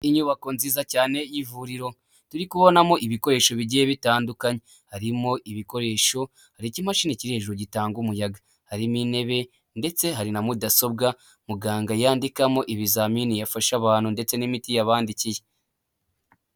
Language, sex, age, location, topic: Kinyarwanda, male, 18-24, Huye, health